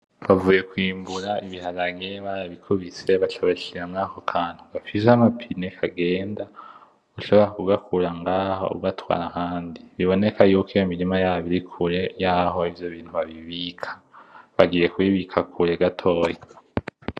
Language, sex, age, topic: Rundi, male, 18-24, agriculture